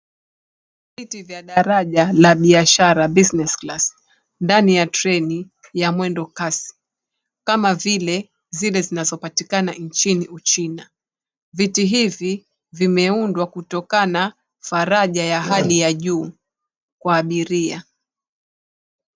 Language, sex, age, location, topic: Swahili, female, 36-49, Mombasa, government